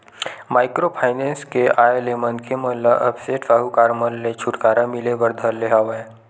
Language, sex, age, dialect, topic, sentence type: Chhattisgarhi, male, 18-24, Western/Budati/Khatahi, banking, statement